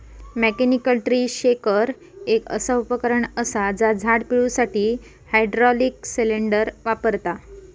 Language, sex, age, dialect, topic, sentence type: Marathi, female, 25-30, Southern Konkan, agriculture, statement